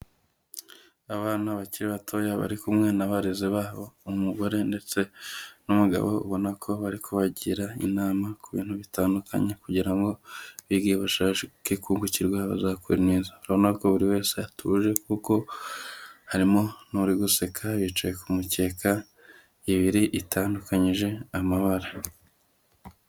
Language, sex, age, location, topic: Kinyarwanda, male, 25-35, Huye, education